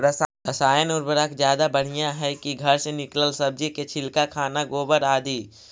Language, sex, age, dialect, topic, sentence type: Magahi, male, 56-60, Central/Standard, agriculture, question